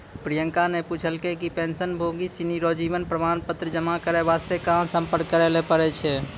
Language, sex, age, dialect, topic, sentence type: Maithili, male, 18-24, Angika, banking, statement